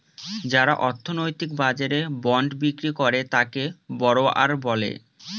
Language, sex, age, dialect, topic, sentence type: Bengali, male, 25-30, Northern/Varendri, banking, statement